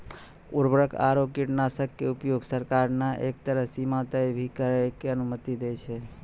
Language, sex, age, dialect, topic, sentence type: Maithili, male, 25-30, Angika, agriculture, statement